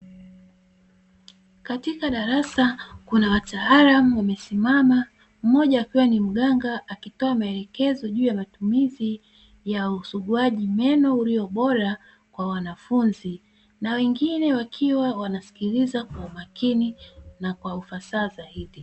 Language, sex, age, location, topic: Swahili, female, 36-49, Dar es Salaam, health